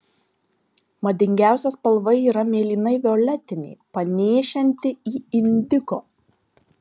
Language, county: Lithuanian, Marijampolė